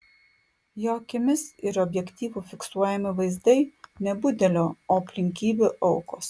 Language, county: Lithuanian, Klaipėda